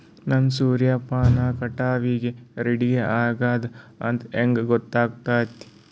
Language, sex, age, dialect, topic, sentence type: Kannada, male, 18-24, Northeastern, agriculture, question